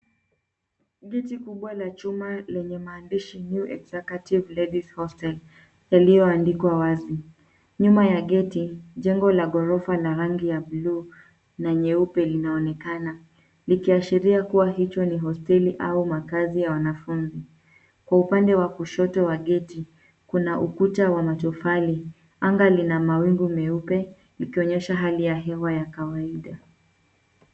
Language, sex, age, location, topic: Swahili, female, 18-24, Nairobi, education